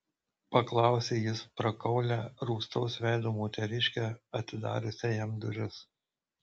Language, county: Lithuanian, Marijampolė